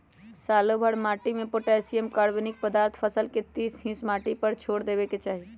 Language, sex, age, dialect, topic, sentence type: Magahi, male, 18-24, Western, agriculture, statement